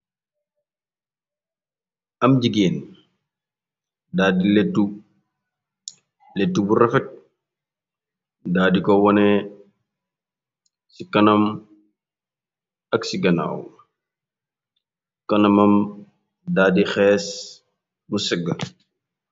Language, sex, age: Wolof, male, 25-35